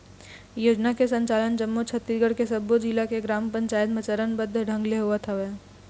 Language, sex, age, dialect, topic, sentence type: Chhattisgarhi, female, 18-24, Eastern, agriculture, statement